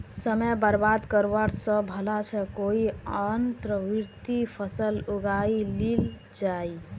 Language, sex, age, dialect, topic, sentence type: Magahi, female, 18-24, Northeastern/Surjapuri, agriculture, statement